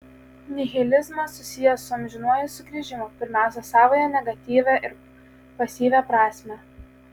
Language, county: Lithuanian, Kaunas